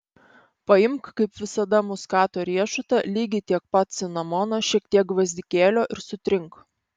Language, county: Lithuanian, Panevėžys